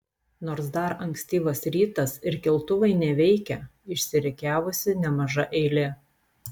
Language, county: Lithuanian, Telšiai